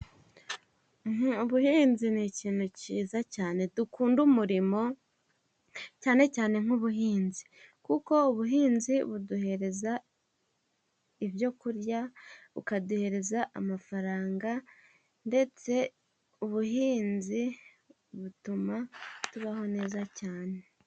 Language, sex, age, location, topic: Kinyarwanda, female, 18-24, Musanze, agriculture